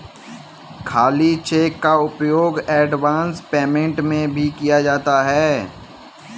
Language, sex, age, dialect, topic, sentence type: Hindi, male, 18-24, Kanauji Braj Bhasha, banking, statement